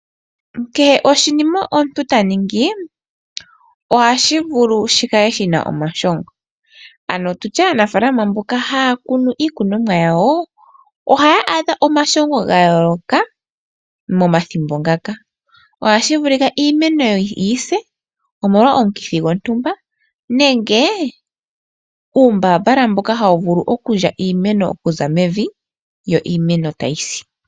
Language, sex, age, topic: Oshiwambo, female, 18-24, agriculture